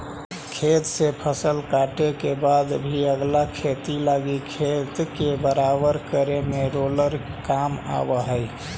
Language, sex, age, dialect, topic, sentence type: Magahi, female, 25-30, Central/Standard, banking, statement